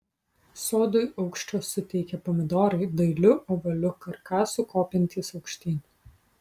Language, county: Lithuanian, Utena